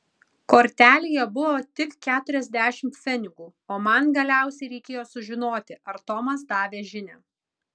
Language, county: Lithuanian, Kaunas